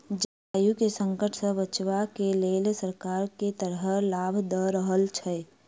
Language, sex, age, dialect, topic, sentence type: Maithili, female, 46-50, Southern/Standard, agriculture, question